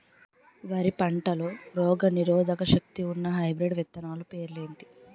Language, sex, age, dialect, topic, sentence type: Telugu, female, 18-24, Utterandhra, agriculture, question